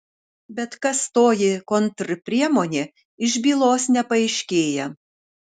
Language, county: Lithuanian, Kaunas